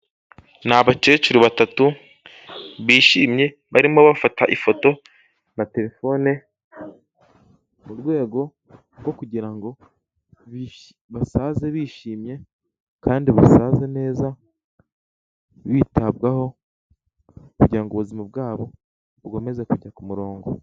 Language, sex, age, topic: Kinyarwanda, male, 18-24, health